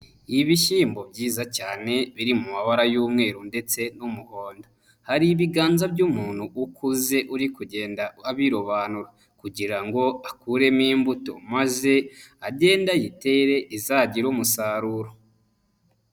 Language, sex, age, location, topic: Kinyarwanda, male, 25-35, Nyagatare, agriculture